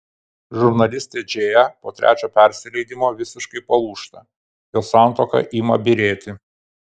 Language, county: Lithuanian, Kaunas